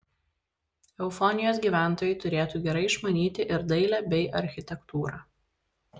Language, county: Lithuanian, Vilnius